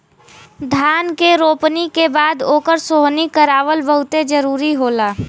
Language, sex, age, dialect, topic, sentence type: Bhojpuri, female, <18, Western, agriculture, statement